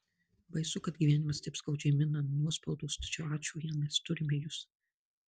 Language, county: Lithuanian, Marijampolė